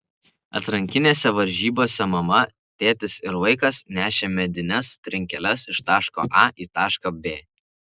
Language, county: Lithuanian, Vilnius